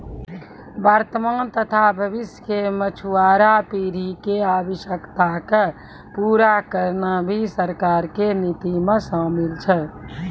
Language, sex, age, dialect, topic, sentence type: Maithili, female, 41-45, Angika, agriculture, statement